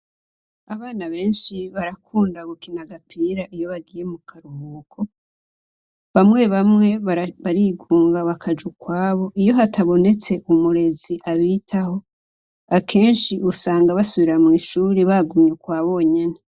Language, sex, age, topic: Rundi, female, 25-35, education